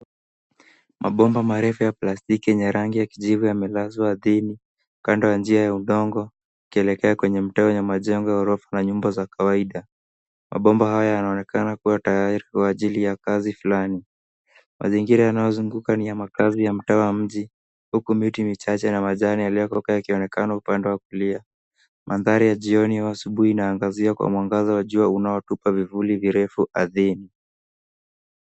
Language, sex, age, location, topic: Swahili, male, 18-24, Nairobi, government